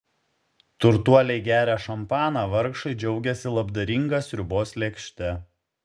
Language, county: Lithuanian, Šiauliai